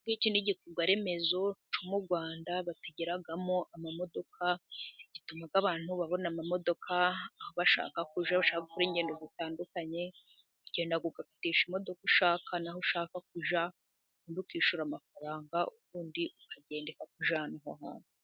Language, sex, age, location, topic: Kinyarwanda, female, 50+, Musanze, government